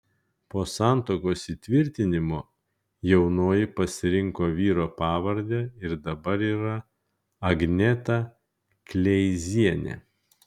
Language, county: Lithuanian, Kaunas